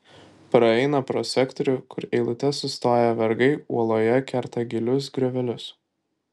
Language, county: Lithuanian, Kaunas